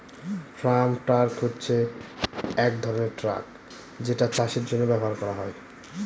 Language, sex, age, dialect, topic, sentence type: Bengali, male, 25-30, Northern/Varendri, agriculture, statement